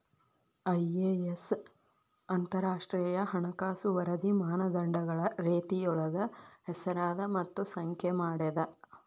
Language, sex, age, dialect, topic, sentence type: Kannada, female, 18-24, Dharwad Kannada, banking, statement